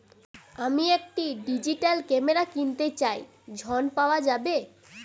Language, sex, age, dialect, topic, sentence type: Bengali, female, 18-24, Northern/Varendri, banking, question